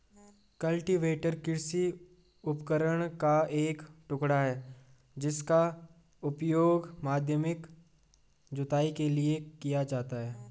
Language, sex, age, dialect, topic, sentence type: Hindi, male, 18-24, Garhwali, agriculture, statement